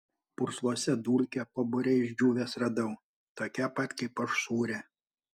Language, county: Lithuanian, Panevėžys